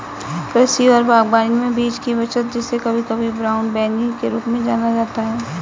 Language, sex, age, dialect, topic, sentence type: Hindi, female, 31-35, Kanauji Braj Bhasha, agriculture, statement